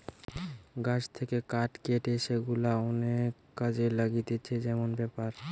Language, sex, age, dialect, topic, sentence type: Bengali, male, <18, Western, agriculture, statement